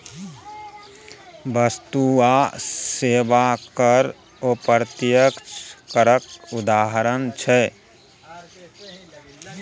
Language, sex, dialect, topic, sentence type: Maithili, male, Bajjika, banking, statement